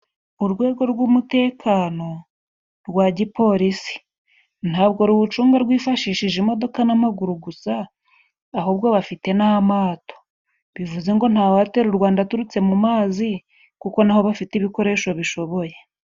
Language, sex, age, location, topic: Kinyarwanda, female, 25-35, Musanze, government